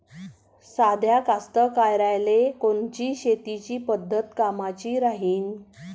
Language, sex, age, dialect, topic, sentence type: Marathi, female, 41-45, Varhadi, agriculture, question